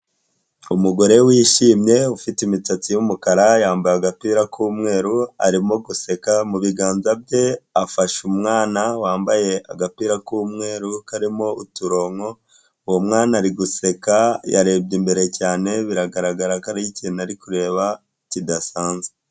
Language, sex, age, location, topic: Kinyarwanda, female, 18-24, Huye, health